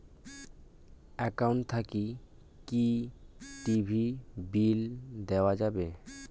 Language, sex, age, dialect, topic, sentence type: Bengali, male, 18-24, Rajbangshi, banking, question